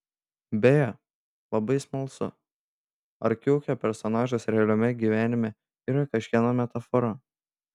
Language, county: Lithuanian, Panevėžys